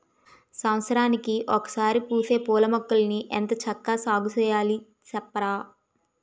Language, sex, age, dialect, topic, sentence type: Telugu, female, 18-24, Utterandhra, agriculture, statement